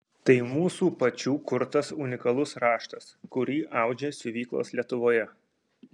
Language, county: Lithuanian, Kaunas